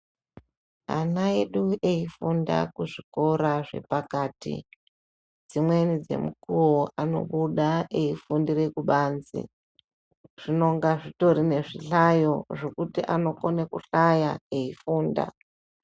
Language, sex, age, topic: Ndau, male, 25-35, education